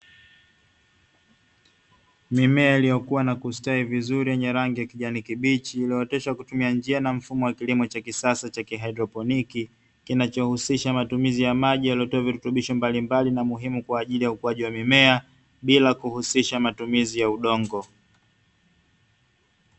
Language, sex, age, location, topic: Swahili, male, 18-24, Dar es Salaam, agriculture